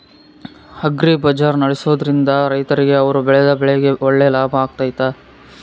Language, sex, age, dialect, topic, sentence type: Kannada, male, 41-45, Central, agriculture, question